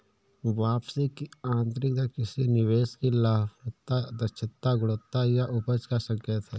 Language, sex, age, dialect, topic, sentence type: Hindi, male, 18-24, Awadhi Bundeli, banking, statement